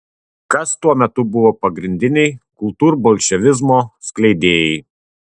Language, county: Lithuanian, Tauragė